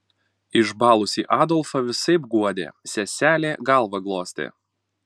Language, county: Lithuanian, Panevėžys